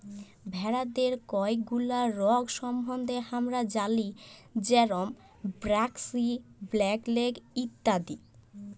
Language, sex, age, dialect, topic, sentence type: Bengali, female, <18, Jharkhandi, agriculture, statement